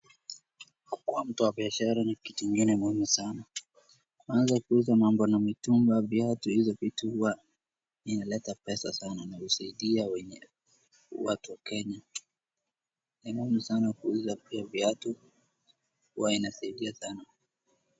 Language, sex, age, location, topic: Swahili, male, 36-49, Wajir, finance